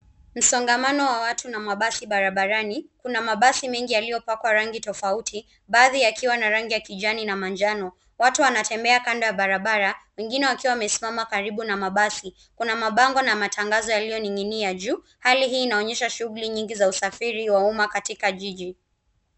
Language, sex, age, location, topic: Swahili, female, 18-24, Nairobi, government